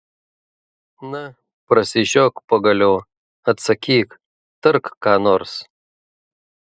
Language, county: Lithuanian, Šiauliai